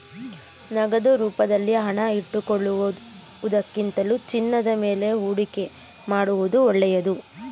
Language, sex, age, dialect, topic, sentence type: Kannada, female, 25-30, Mysore Kannada, banking, statement